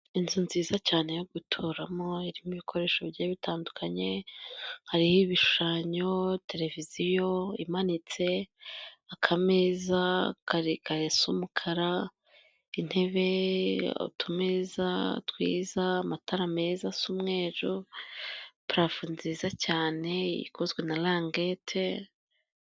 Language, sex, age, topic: Kinyarwanda, female, 25-35, finance